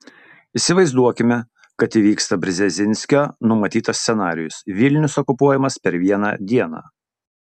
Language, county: Lithuanian, Utena